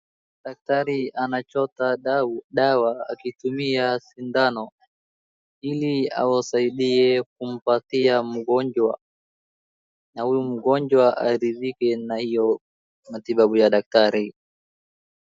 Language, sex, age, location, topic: Swahili, male, 36-49, Wajir, health